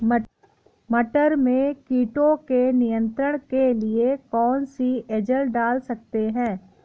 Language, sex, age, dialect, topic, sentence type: Hindi, female, 18-24, Awadhi Bundeli, agriculture, question